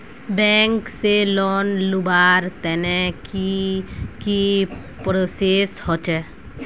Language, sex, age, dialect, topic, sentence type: Magahi, female, 60-100, Northeastern/Surjapuri, banking, question